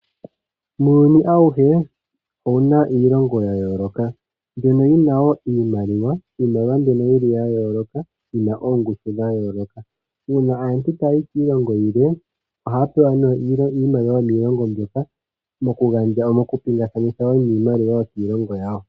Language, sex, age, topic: Oshiwambo, male, 25-35, finance